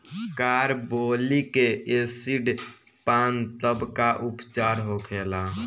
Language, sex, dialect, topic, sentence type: Bhojpuri, male, Southern / Standard, agriculture, question